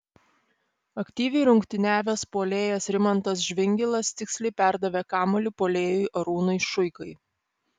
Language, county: Lithuanian, Panevėžys